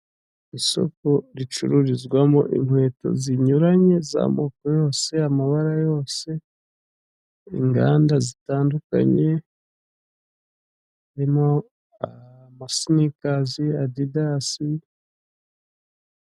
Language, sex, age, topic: Kinyarwanda, male, 25-35, finance